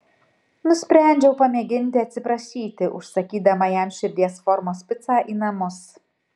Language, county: Lithuanian, Kaunas